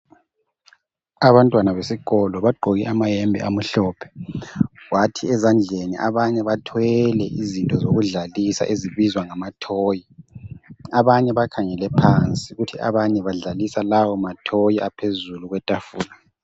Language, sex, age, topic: North Ndebele, male, 50+, education